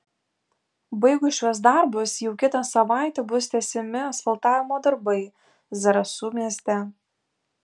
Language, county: Lithuanian, Alytus